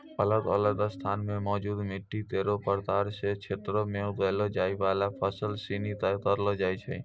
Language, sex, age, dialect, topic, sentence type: Maithili, male, 60-100, Angika, agriculture, statement